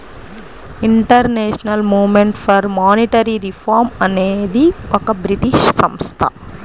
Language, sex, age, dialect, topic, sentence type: Telugu, female, 25-30, Central/Coastal, banking, statement